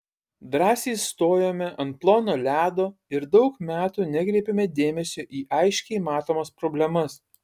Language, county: Lithuanian, Kaunas